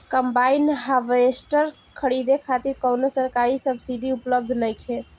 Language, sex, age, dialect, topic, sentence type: Bhojpuri, female, 18-24, Northern, agriculture, question